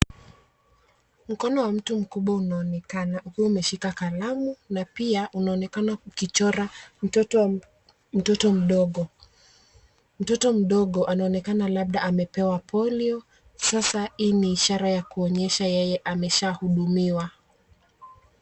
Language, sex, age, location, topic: Swahili, female, 25-35, Nairobi, health